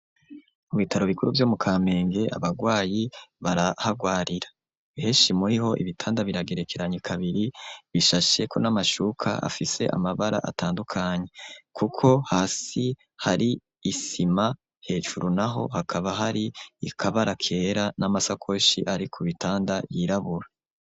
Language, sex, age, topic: Rundi, male, 25-35, education